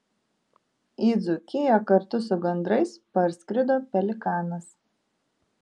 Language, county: Lithuanian, Vilnius